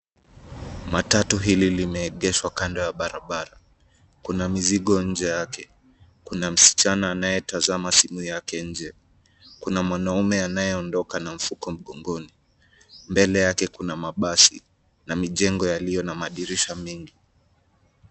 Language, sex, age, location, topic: Swahili, male, 25-35, Nairobi, government